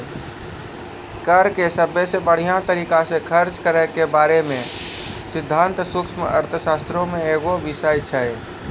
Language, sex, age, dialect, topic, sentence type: Maithili, male, 18-24, Angika, banking, statement